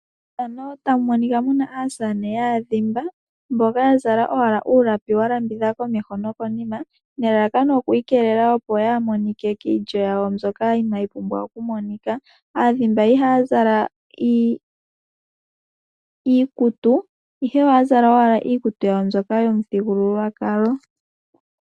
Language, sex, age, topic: Oshiwambo, female, 18-24, agriculture